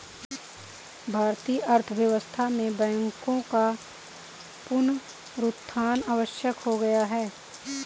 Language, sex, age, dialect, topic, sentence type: Hindi, female, 18-24, Kanauji Braj Bhasha, banking, statement